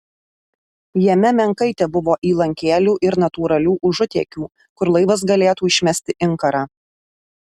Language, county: Lithuanian, Alytus